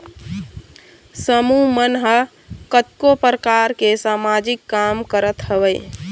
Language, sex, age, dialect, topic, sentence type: Chhattisgarhi, female, 31-35, Eastern, banking, statement